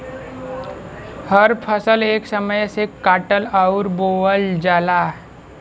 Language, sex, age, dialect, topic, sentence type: Bhojpuri, male, 18-24, Western, agriculture, statement